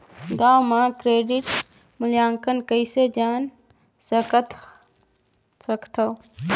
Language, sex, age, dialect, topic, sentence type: Chhattisgarhi, female, 25-30, Northern/Bhandar, banking, question